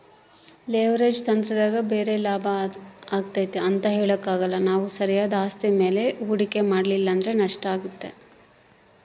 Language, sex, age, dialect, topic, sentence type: Kannada, female, 51-55, Central, banking, statement